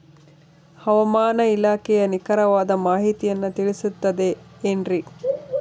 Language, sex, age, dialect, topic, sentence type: Kannada, female, 36-40, Central, agriculture, question